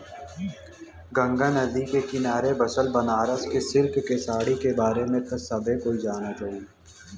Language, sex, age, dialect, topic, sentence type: Bhojpuri, male, 18-24, Western, agriculture, statement